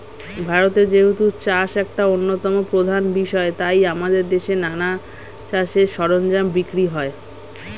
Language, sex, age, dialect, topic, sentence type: Bengali, female, 31-35, Standard Colloquial, agriculture, statement